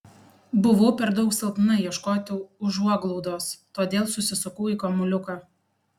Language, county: Lithuanian, Panevėžys